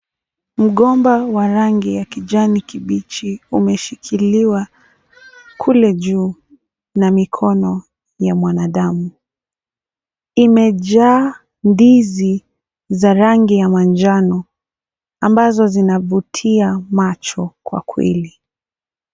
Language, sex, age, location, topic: Swahili, female, 18-24, Mombasa, agriculture